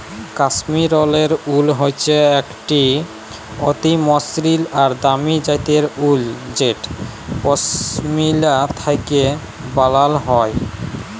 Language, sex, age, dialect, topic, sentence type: Bengali, male, 18-24, Jharkhandi, agriculture, statement